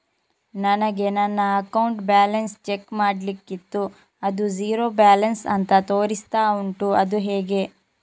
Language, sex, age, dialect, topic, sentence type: Kannada, female, 25-30, Coastal/Dakshin, banking, question